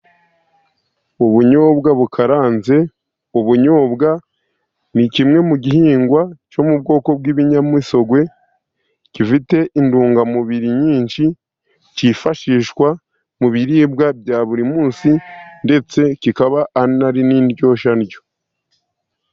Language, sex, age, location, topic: Kinyarwanda, male, 50+, Musanze, agriculture